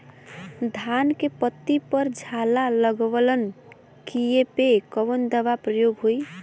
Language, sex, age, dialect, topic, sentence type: Bhojpuri, female, 18-24, Western, agriculture, question